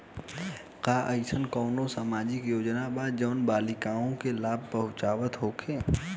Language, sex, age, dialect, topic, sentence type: Bhojpuri, male, 18-24, Southern / Standard, banking, statement